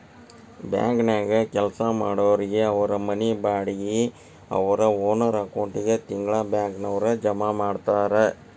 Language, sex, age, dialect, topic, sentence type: Kannada, male, 60-100, Dharwad Kannada, banking, statement